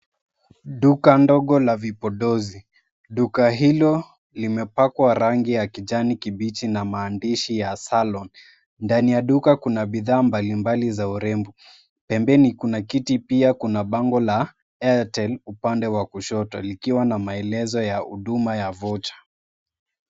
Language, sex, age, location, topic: Swahili, male, 25-35, Mombasa, finance